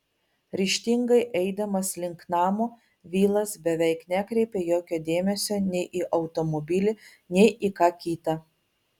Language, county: Lithuanian, Vilnius